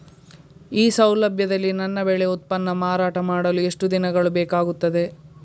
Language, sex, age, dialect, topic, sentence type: Kannada, male, 51-55, Coastal/Dakshin, agriculture, question